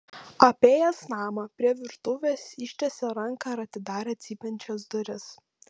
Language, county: Lithuanian, Panevėžys